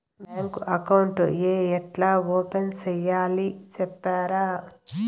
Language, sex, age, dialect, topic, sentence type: Telugu, female, 36-40, Southern, banking, question